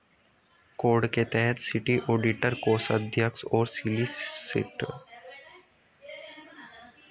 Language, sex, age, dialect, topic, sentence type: Hindi, male, 18-24, Hindustani Malvi Khadi Boli, banking, statement